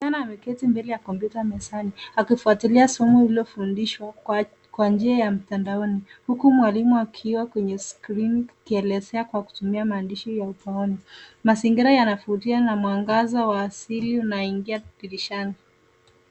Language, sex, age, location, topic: Swahili, female, 18-24, Nairobi, education